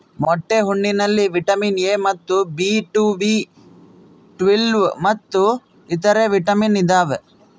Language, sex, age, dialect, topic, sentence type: Kannada, male, 41-45, Central, agriculture, statement